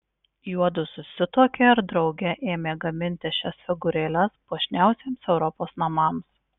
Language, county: Lithuanian, Marijampolė